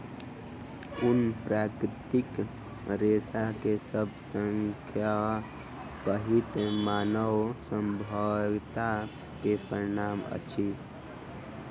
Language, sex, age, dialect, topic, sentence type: Maithili, female, 31-35, Southern/Standard, agriculture, statement